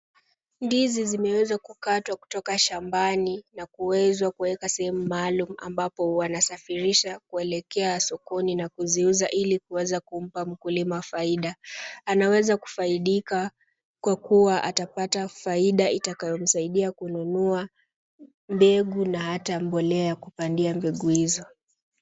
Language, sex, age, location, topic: Swahili, female, 18-24, Kisumu, agriculture